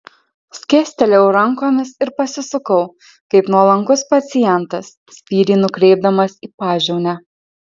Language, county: Lithuanian, Alytus